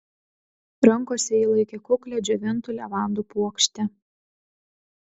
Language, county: Lithuanian, Vilnius